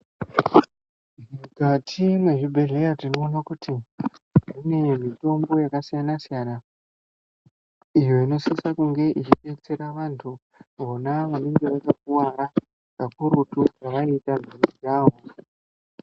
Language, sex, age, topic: Ndau, male, 18-24, health